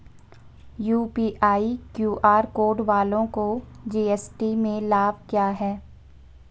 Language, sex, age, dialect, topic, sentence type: Hindi, female, 25-30, Marwari Dhudhari, banking, question